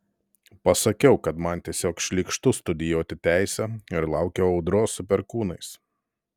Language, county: Lithuanian, Telšiai